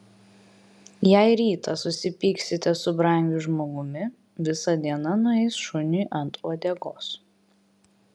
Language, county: Lithuanian, Vilnius